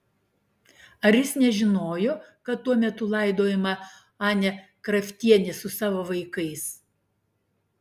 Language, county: Lithuanian, Klaipėda